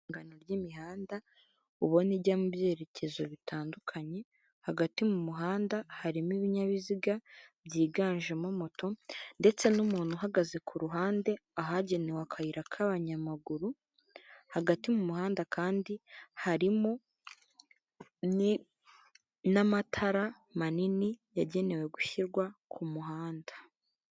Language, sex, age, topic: Kinyarwanda, female, 18-24, government